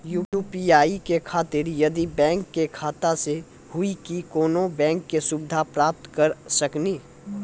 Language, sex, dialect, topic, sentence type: Maithili, male, Angika, banking, question